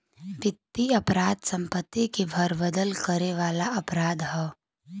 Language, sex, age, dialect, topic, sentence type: Bhojpuri, female, 18-24, Western, banking, statement